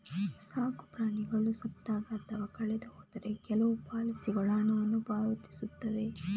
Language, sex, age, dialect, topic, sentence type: Kannada, female, 31-35, Coastal/Dakshin, banking, statement